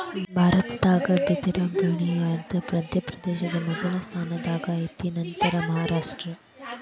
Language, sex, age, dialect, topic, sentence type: Kannada, female, 18-24, Dharwad Kannada, agriculture, statement